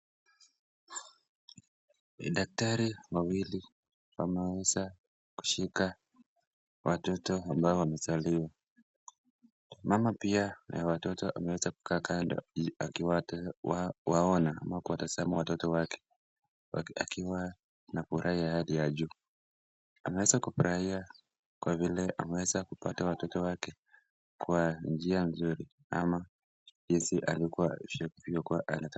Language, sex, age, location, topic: Swahili, male, 18-24, Nakuru, health